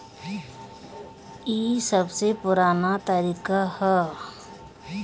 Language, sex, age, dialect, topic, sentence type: Bhojpuri, female, 36-40, Northern, agriculture, statement